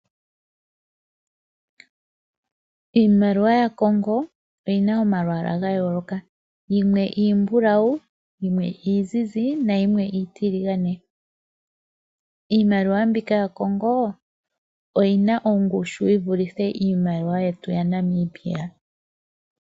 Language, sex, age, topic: Oshiwambo, female, 25-35, finance